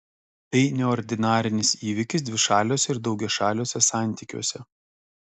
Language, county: Lithuanian, Kaunas